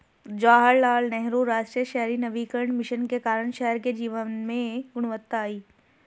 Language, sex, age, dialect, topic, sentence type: Hindi, female, 18-24, Marwari Dhudhari, banking, statement